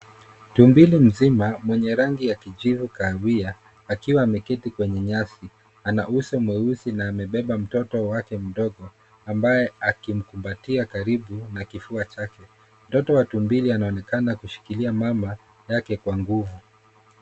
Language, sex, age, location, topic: Swahili, male, 18-24, Nairobi, government